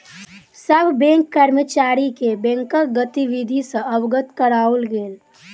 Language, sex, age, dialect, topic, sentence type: Maithili, female, 18-24, Southern/Standard, banking, statement